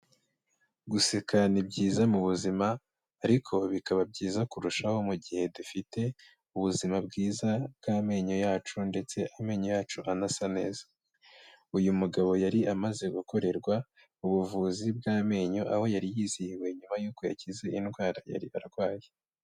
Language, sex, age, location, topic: Kinyarwanda, male, 18-24, Kigali, health